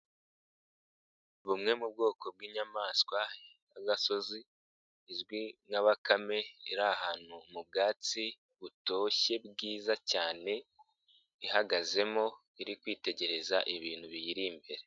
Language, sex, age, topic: Kinyarwanda, male, 25-35, agriculture